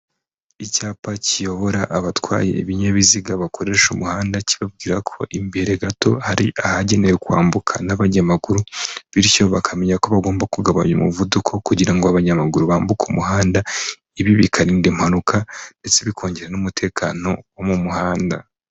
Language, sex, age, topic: Kinyarwanda, male, 25-35, government